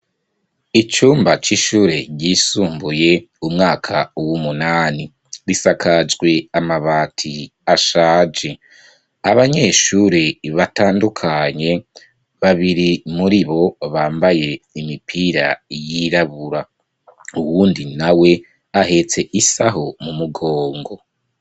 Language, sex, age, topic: Rundi, male, 25-35, education